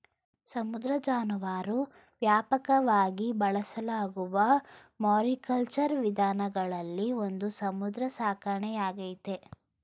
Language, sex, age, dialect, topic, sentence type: Kannada, female, 18-24, Mysore Kannada, agriculture, statement